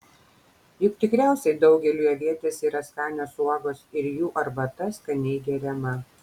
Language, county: Lithuanian, Kaunas